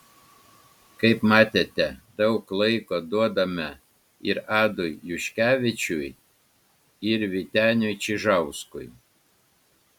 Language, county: Lithuanian, Klaipėda